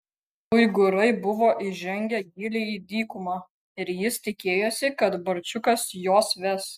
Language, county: Lithuanian, Kaunas